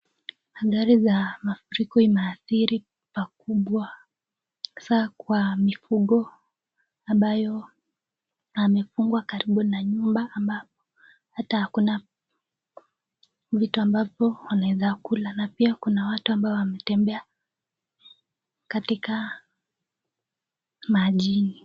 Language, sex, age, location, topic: Swahili, female, 18-24, Nakuru, health